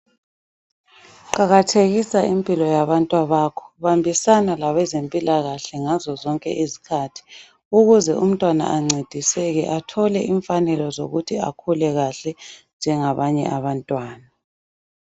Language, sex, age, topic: North Ndebele, female, 25-35, health